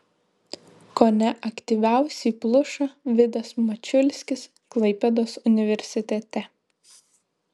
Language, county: Lithuanian, Šiauliai